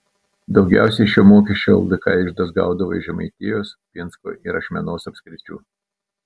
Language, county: Lithuanian, Telšiai